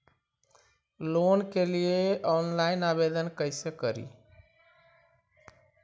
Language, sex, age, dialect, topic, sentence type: Magahi, male, 31-35, Central/Standard, banking, question